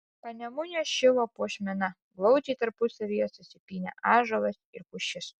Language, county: Lithuanian, Alytus